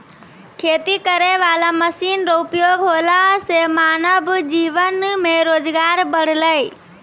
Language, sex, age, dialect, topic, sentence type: Maithili, female, 18-24, Angika, agriculture, statement